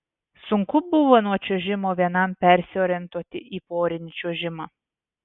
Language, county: Lithuanian, Vilnius